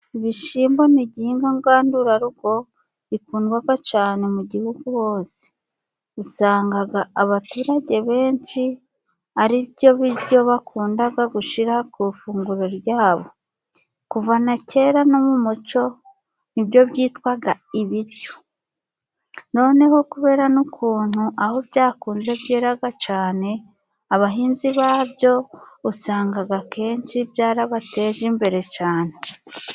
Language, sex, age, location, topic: Kinyarwanda, female, 25-35, Musanze, agriculture